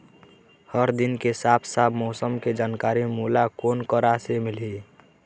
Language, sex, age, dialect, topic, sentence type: Chhattisgarhi, male, 18-24, Eastern, agriculture, question